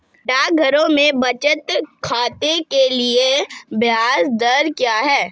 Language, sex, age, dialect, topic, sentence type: Hindi, female, 18-24, Marwari Dhudhari, banking, question